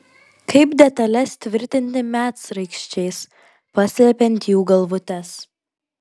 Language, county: Lithuanian, Vilnius